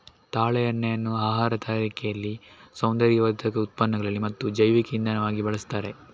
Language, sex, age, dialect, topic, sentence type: Kannada, male, 18-24, Coastal/Dakshin, agriculture, statement